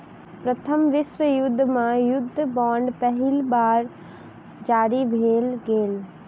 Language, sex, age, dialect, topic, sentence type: Maithili, female, 18-24, Southern/Standard, banking, statement